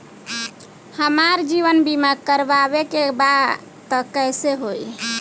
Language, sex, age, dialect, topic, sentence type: Bhojpuri, female, 25-30, Southern / Standard, banking, question